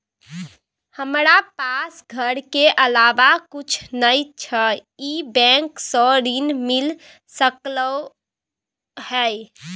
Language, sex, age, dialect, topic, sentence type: Maithili, female, 25-30, Bajjika, banking, question